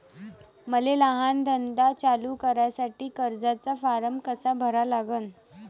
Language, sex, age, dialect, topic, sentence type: Marathi, female, 18-24, Varhadi, banking, question